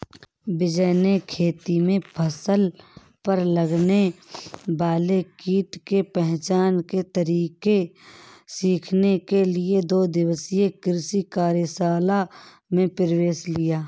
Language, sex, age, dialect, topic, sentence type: Hindi, female, 31-35, Awadhi Bundeli, agriculture, statement